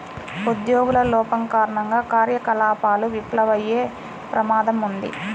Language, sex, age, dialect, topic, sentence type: Telugu, female, 18-24, Central/Coastal, banking, statement